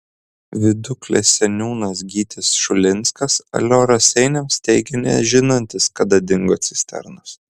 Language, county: Lithuanian, Kaunas